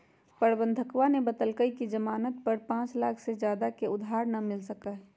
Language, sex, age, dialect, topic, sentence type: Magahi, female, 31-35, Western, banking, statement